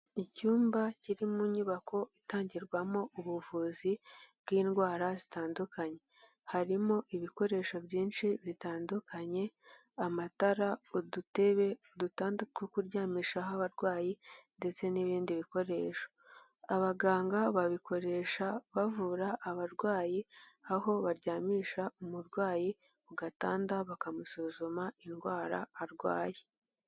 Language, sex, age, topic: Kinyarwanda, female, 18-24, health